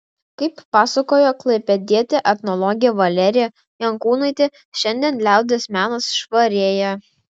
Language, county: Lithuanian, Kaunas